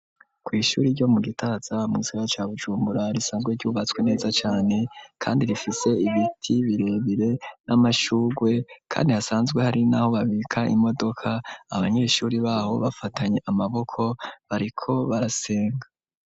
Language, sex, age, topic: Rundi, male, 25-35, education